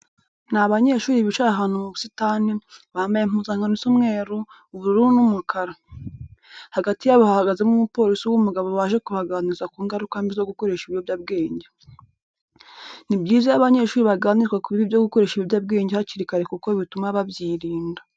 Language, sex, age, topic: Kinyarwanda, female, 18-24, education